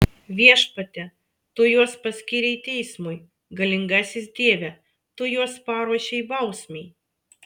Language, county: Lithuanian, Vilnius